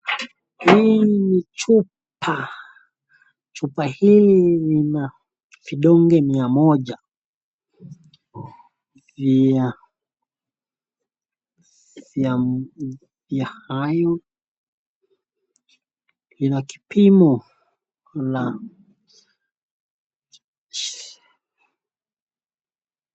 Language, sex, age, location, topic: Swahili, male, 25-35, Nakuru, health